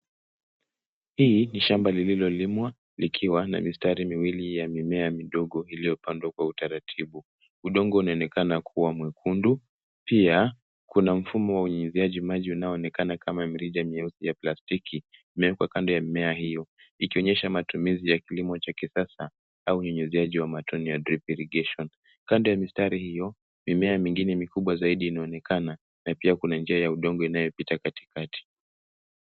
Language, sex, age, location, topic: Swahili, male, 18-24, Nairobi, agriculture